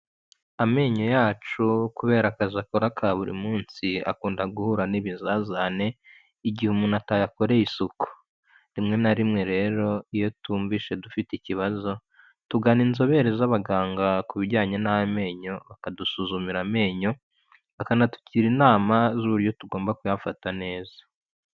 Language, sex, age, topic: Kinyarwanda, male, 25-35, health